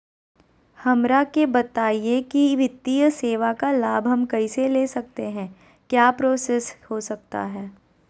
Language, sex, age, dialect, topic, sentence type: Magahi, female, 18-24, Southern, banking, question